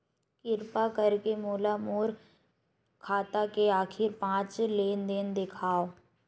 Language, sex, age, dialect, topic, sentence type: Chhattisgarhi, male, 18-24, Western/Budati/Khatahi, banking, statement